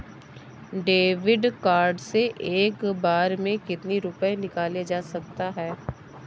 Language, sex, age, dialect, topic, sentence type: Hindi, female, 18-24, Awadhi Bundeli, banking, question